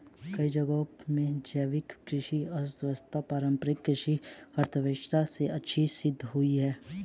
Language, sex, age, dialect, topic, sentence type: Hindi, male, 18-24, Hindustani Malvi Khadi Boli, agriculture, statement